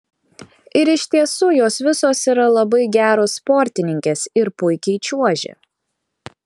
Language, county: Lithuanian, Klaipėda